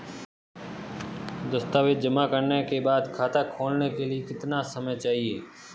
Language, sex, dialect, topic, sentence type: Hindi, male, Marwari Dhudhari, banking, question